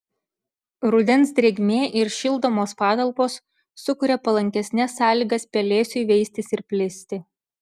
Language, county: Lithuanian, Šiauliai